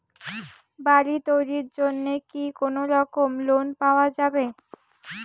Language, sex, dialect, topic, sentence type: Bengali, female, Rajbangshi, banking, question